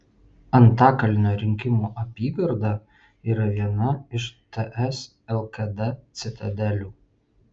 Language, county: Lithuanian, Vilnius